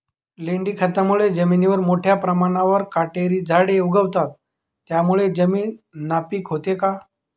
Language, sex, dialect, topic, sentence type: Marathi, male, Northern Konkan, agriculture, question